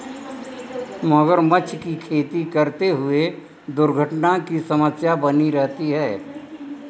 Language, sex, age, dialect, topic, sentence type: Hindi, male, 60-100, Marwari Dhudhari, agriculture, statement